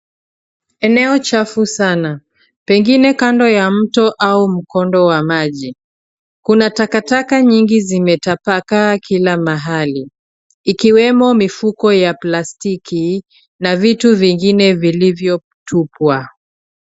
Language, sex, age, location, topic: Swahili, female, 36-49, Nairobi, government